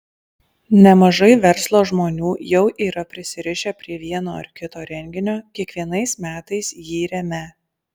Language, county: Lithuanian, Alytus